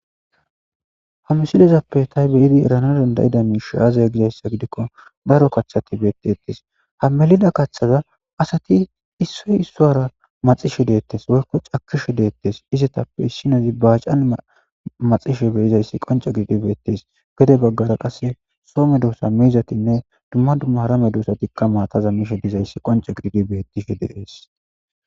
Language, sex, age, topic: Gamo, male, 25-35, agriculture